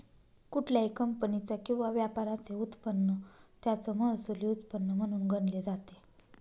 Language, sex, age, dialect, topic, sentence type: Marathi, female, 31-35, Northern Konkan, banking, statement